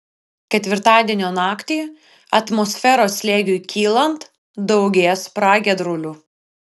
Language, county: Lithuanian, Vilnius